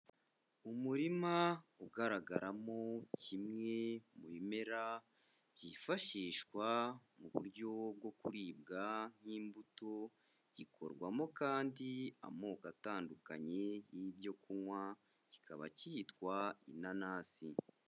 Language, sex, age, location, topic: Kinyarwanda, male, 25-35, Kigali, agriculture